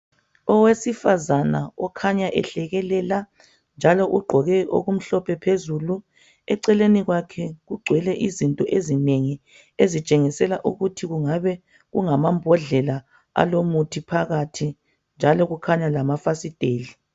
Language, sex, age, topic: North Ndebele, female, 25-35, health